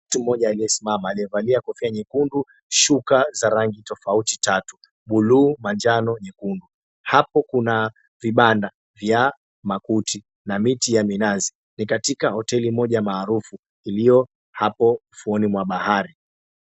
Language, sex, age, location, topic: Swahili, male, 25-35, Mombasa, government